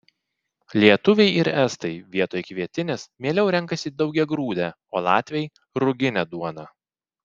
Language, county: Lithuanian, Klaipėda